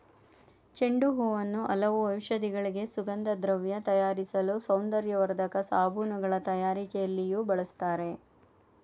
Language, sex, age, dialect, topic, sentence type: Kannada, female, 31-35, Mysore Kannada, agriculture, statement